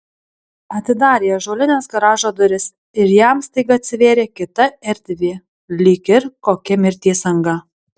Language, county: Lithuanian, Alytus